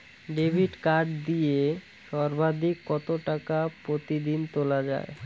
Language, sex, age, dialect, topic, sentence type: Bengali, male, 18-24, Rajbangshi, banking, question